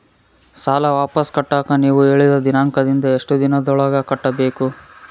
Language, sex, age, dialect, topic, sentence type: Kannada, male, 41-45, Central, banking, question